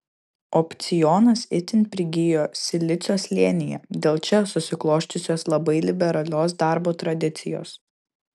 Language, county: Lithuanian, Kaunas